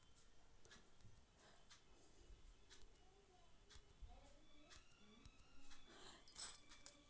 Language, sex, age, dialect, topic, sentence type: Magahi, female, 18-24, Central/Standard, banking, question